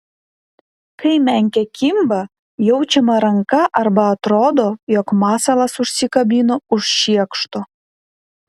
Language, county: Lithuanian, Vilnius